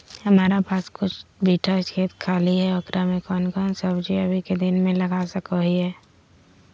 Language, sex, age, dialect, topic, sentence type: Magahi, female, 51-55, Southern, agriculture, question